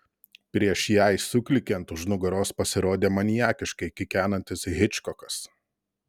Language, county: Lithuanian, Telšiai